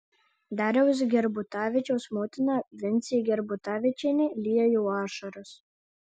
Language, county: Lithuanian, Marijampolė